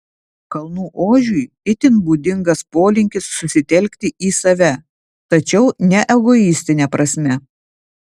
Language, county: Lithuanian, Vilnius